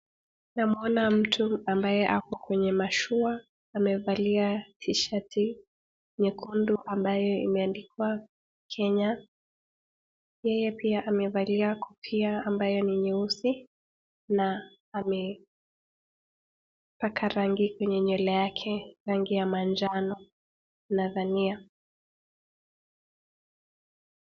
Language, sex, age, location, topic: Swahili, female, 18-24, Nakuru, education